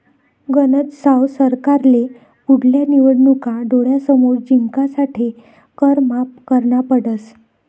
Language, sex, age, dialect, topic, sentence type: Marathi, female, 60-100, Northern Konkan, banking, statement